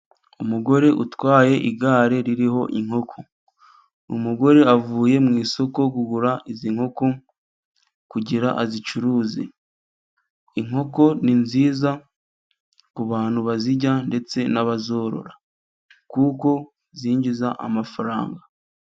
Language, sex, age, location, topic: Kinyarwanda, male, 25-35, Musanze, government